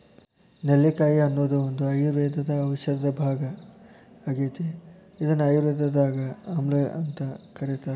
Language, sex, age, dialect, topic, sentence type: Kannada, male, 18-24, Dharwad Kannada, agriculture, statement